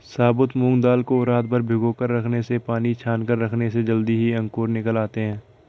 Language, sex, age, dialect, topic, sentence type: Hindi, male, 56-60, Garhwali, agriculture, statement